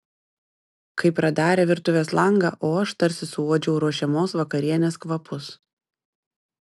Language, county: Lithuanian, Panevėžys